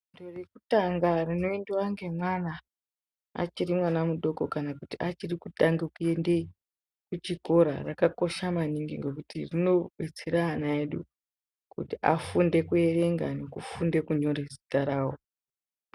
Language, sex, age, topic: Ndau, female, 18-24, education